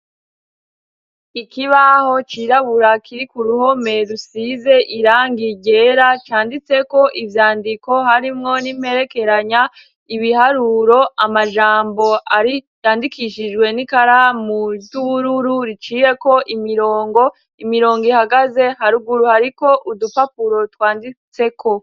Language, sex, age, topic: Rundi, female, 18-24, education